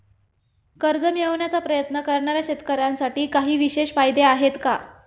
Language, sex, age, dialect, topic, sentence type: Marathi, female, 25-30, Standard Marathi, agriculture, statement